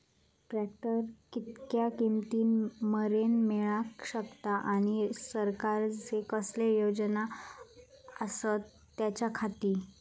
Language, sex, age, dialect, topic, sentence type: Marathi, female, 25-30, Southern Konkan, agriculture, question